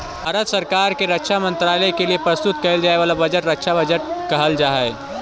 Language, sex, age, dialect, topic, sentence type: Magahi, male, 18-24, Central/Standard, banking, statement